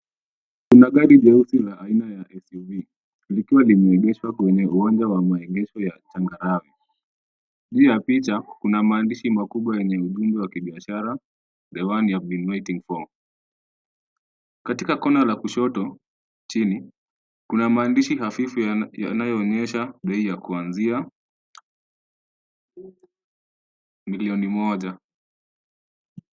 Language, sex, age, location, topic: Swahili, male, 25-35, Nairobi, finance